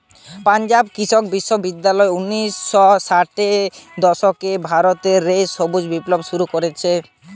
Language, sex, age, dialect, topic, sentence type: Bengali, male, 18-24, Western, agriculture, statement